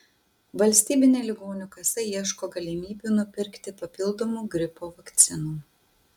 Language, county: Lithuanian, Utena